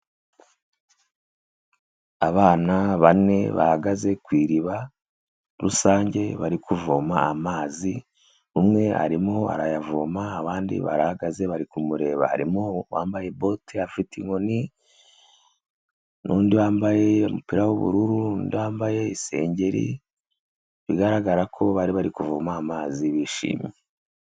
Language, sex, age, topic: Kinyarwanda, female, 25-35, health